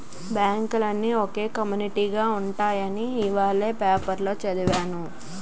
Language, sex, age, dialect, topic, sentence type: Telugu, female, 18-24, Utterandhra, banking, statement